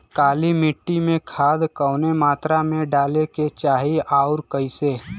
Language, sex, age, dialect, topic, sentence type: Bhojpuri, male, 18-24, Western, agriculture, question